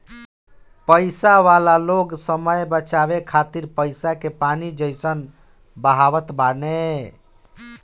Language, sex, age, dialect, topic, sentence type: Bhojpuri, male, 60-100, Northern, banking, statement